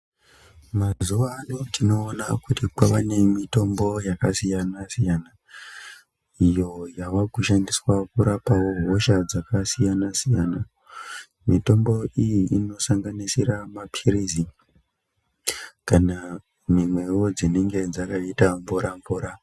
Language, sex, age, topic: Ndau, male, 25-35, health